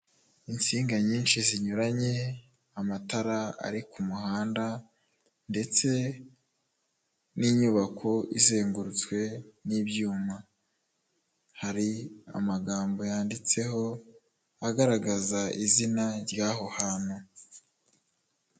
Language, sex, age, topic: Kinyarwanda, male, 18-24, government